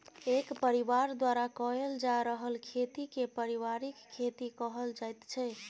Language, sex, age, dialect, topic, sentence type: Maithili, female, 31-35, Bajjika, agriculture, statement